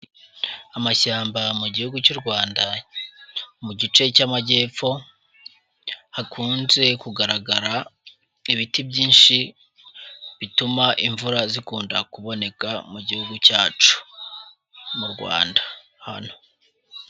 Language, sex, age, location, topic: Kinyarwanda, male, 18-24, Huye, agriculture